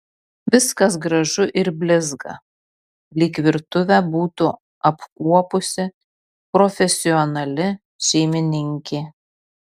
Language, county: Lithuanian, Kaunas